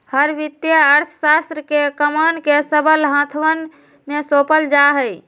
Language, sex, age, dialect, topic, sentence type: Magahi, female, 18-24, Western, banking, statement